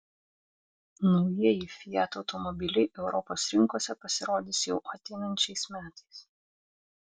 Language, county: Lithuanian, Vilnius